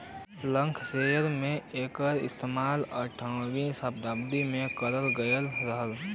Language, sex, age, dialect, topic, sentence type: Bhojpuri, male, 18-24, Western, agriculture, statement